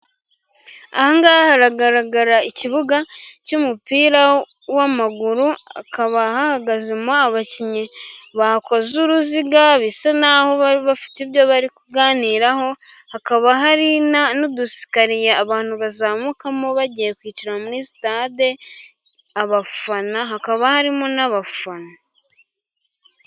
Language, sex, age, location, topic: Kinyarwanda, female, 18-24, Gakenke, government